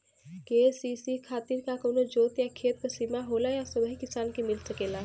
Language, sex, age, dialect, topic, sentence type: Bhojpuri, female, 25-30, Western, agriculture, question